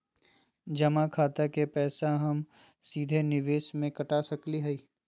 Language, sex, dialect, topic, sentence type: Magahi, male, Southern, banking, question